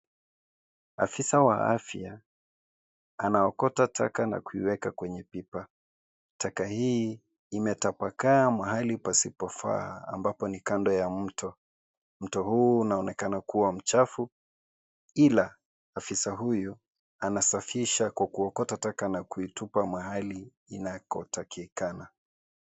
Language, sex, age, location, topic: Swahili, male, 25-35, Nairobi, government